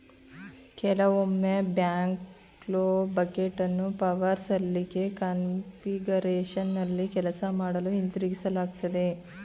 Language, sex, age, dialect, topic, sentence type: Kannada, female, 31-35, Mysore Kannada, agriculture, statement